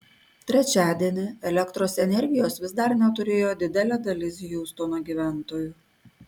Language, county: Lithuanian, Kaunas